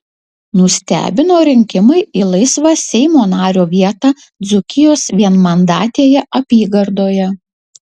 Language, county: Lithuanian, Utena